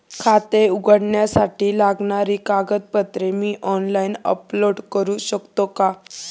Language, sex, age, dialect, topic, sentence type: Marathi, female, 18-24, Standard Marathi, banking, question